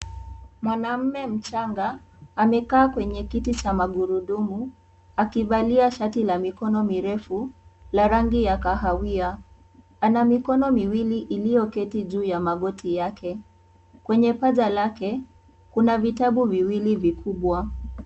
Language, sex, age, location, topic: Swahili, female, 18-24, Kisii, education